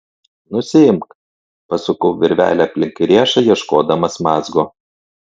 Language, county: Lithuanian, Klaipėda